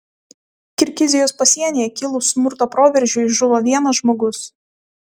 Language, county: Lithuanian, Kaunas